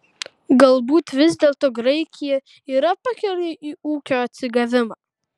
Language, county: Lithuanian, Kaunas